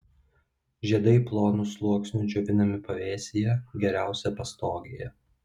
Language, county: Lithuanian, Vilnius